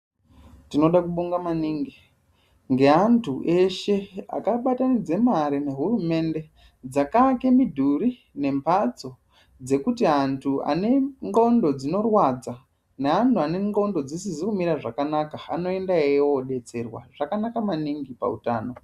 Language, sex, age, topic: Ndau, female, 18-24, health